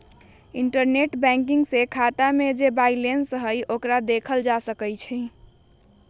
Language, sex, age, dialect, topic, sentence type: Magahi, female, 41-45, Western, banking, statement